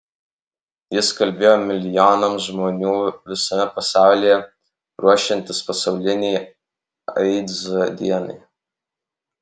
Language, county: Lithuanian, Alytus